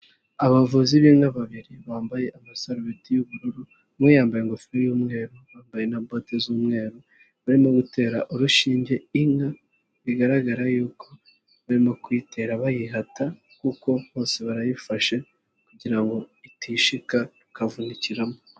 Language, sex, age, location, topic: Kinyarwanda, male, 50+, Nyagatare, agriculture